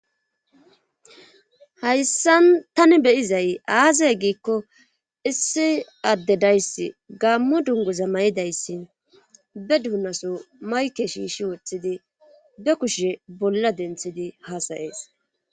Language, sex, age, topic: Gamo, female, 18-24, government